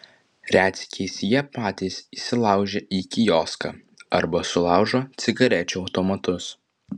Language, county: Lithuanian, Vilnius